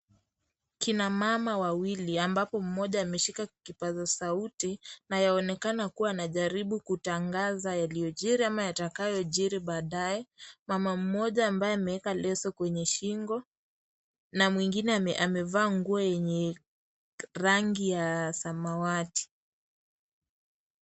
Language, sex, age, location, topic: Swahili, female, 18-24, Kisii, health